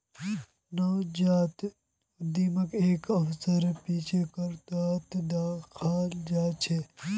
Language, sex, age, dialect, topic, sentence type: Magahi, male, 18-24, Northeastern/Surjapuri, banking, statement